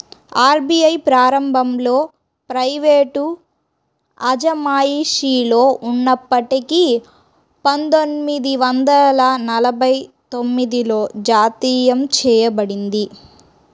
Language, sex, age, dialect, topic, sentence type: Telugu, female, 31-35, Central/Coastal, banking, statement